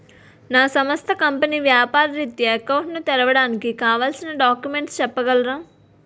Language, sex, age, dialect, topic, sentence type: Telugu, female, 60-100, Utterandhra, banking, question